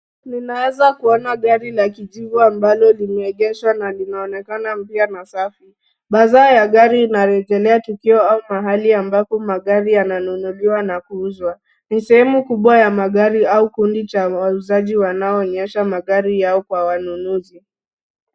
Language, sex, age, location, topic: Swahili, female, 36-49, Nairobi, finance